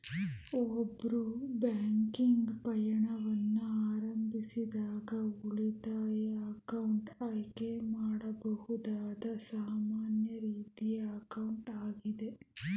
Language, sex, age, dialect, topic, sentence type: Kannada, female, 31-35, Mysore Kannada, banking, statement